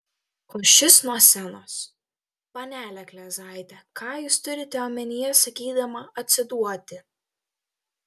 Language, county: Lithuanian, Telšiai